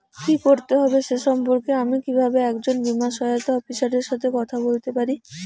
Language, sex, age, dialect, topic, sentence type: Bengali, female, 18-24, Rajbangshi, banking, question